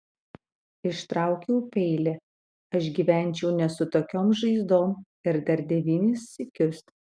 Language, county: Lithuanian, Utena